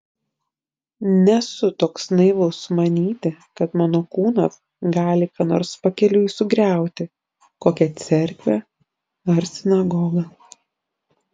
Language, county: Lithuanian, Šiauliai